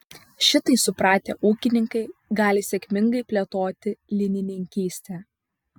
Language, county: Lithuanian, Vilnius